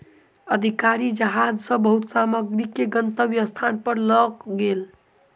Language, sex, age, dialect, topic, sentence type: Maithili, male, 18-24, Southern/Standard, banking, statement